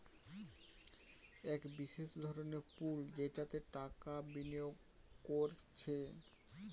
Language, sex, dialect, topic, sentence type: Bengali, male, Western, banking, statement